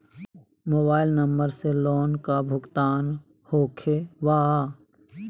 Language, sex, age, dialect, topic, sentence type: Magahi, male, 31-35, Southern, banking, question